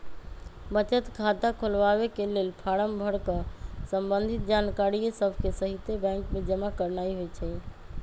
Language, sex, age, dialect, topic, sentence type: Magahi, female, 31-35, Western, banking, statement